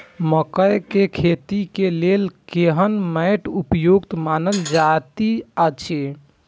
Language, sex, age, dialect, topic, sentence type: Maithili, female, 18-24, Eastern / Thethi, agriculture, question